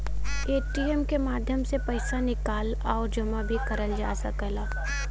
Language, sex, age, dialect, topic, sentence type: Bhojpuri, female, 18-24, Western, banking, statement